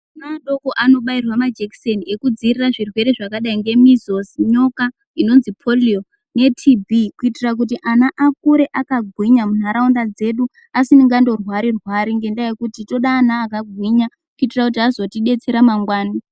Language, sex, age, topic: Ndau, female, 18-24, health